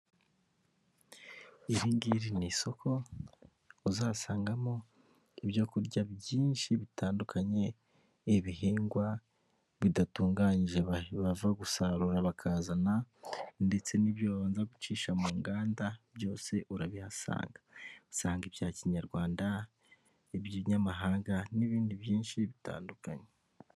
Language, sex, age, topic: Kinyarwanda, male, 25-35, finance